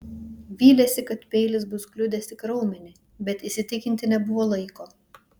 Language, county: Lithuanian, Vilnius